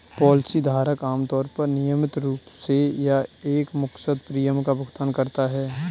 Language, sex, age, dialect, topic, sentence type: Hindi, male, 25-30, Kanauji Braj Bhasha, banking, statement